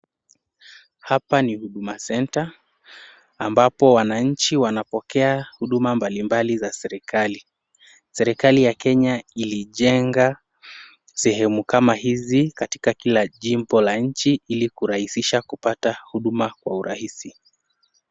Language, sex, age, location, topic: Swahili, male, 25-35, Nakuru, government